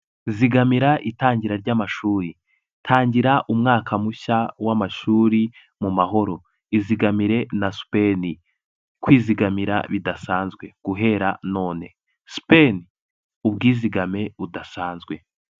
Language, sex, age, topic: Kinyarwanda, male, 18-24, finance